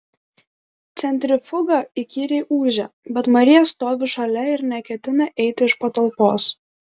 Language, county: Lithuanian, Klaipėda